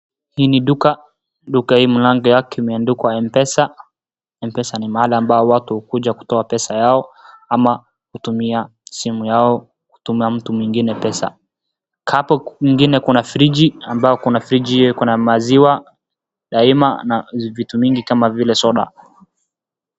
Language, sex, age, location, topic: Swahili, female, 36-49, Wajir, finance